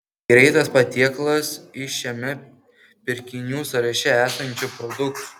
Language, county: Lithuanian, Kaunas